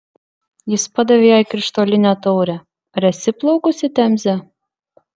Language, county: Lithuanian, Vilnius